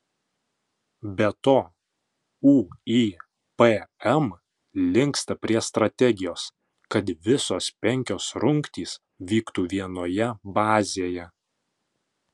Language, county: Lithuanian, Panevėžys